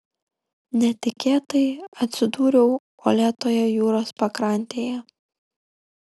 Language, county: Lithuanian, Kaunas